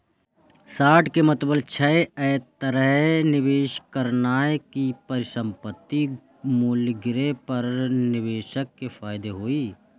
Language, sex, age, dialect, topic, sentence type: Maithili, male, 25-30, Eastern / Thethi, banking, statement